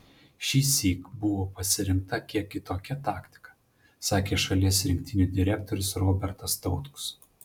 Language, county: Lithuanian, Panevėžys